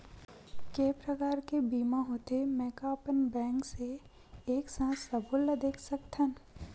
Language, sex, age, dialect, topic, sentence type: Chhattisgarhi, female, 60-100, Western/Budati/Khatahi, banking, question